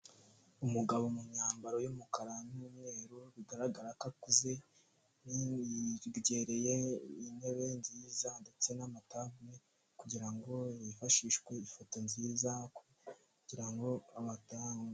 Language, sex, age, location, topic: Kinyarwanda, male, 18-24, Kigali, finance